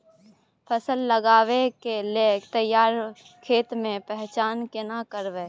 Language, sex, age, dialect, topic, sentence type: Maithili, female, 18-24, Bajjika, agriculture, question